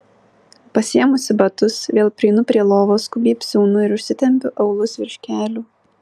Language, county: Lithuanian, Vilnius